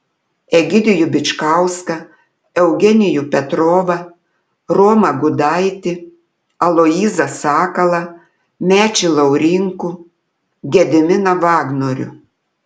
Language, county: Lithuanian, Telšiai